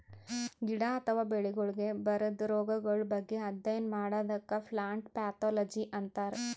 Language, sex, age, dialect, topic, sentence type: Kannada, female, 31-35, Northeastern, agriculture, statement